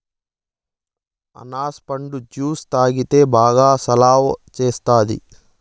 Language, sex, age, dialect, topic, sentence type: Telugu, male, 25-30, Southern, agriculture, statement